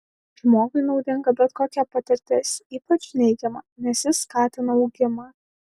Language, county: Lithuanian, Alytus